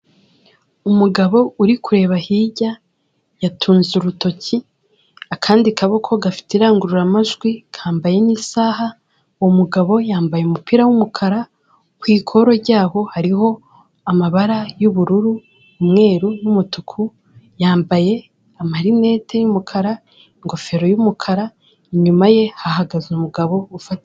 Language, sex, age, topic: Kinyarwanda, female, 18-24, government